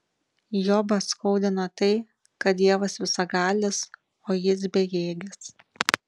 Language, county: Lithuanian, Šiauliai